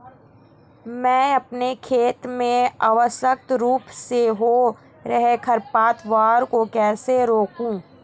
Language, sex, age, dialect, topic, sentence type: Hindi, female, 25-30, Marwari Dhudhari, agriculture, question